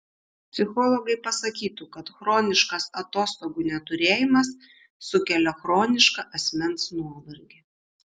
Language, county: Lithuanian, Šiauliai